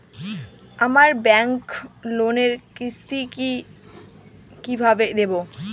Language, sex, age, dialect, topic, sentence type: Bengali, female, 18-24, Rajbangshi, banking, question